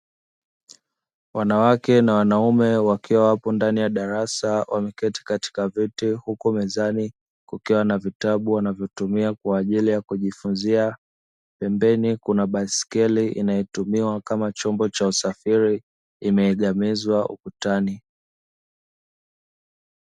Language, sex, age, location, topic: Swahili, male, 18-24, Dar es Salaam, education